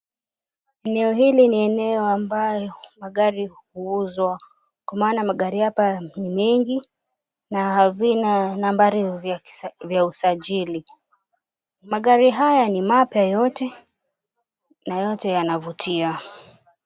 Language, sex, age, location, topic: Swahili, female, 25-35, Mombasa, finance